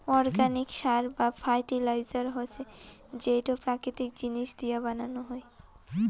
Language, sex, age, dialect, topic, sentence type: Bengali, female, 18-24, Rajbangshi, agriculture, statement